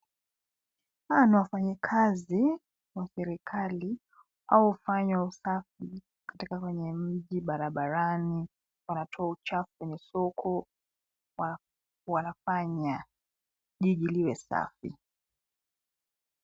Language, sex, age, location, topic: Swahili, female, 25-35, Nairobi, government